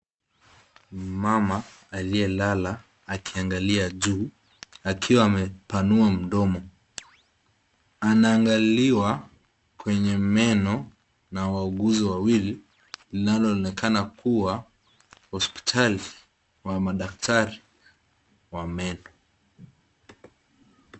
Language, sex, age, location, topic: Swahili, male, 36-49, Nakuru, health